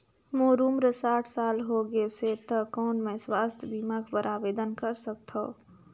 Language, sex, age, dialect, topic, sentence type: Chhattisgarhi, female, 46-50, Northern/Bhandar, banking, question